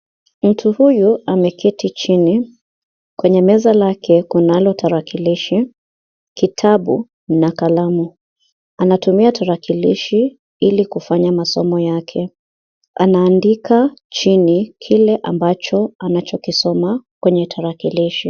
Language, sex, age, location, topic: Swahili, female, 25-35, Nairobi, education